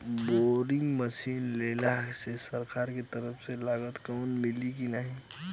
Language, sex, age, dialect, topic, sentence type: Bhojpuri, male, 18-24, Western, agriculture, question